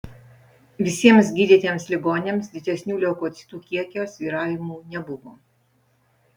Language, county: Lithuanian, Utena